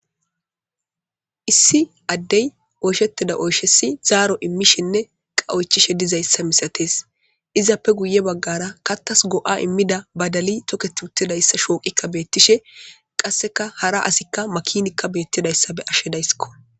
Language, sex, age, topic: Gamo, female, 25-35, government